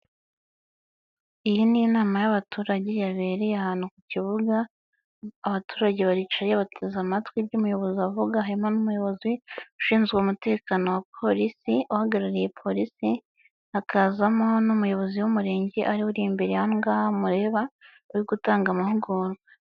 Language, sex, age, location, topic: Kinyarwanda, female, 25-35, Nyagatare, government